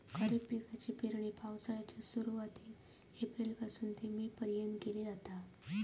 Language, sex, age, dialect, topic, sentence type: Marathi, female, 18-24, Southern Konkan, agriculture, statement